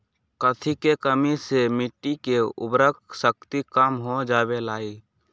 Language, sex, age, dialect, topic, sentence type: Magahi, male, 18-24, Western, agriculture, question